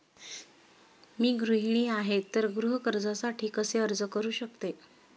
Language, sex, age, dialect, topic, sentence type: Marathi, female, 36-40, Standard Marathi, banking, question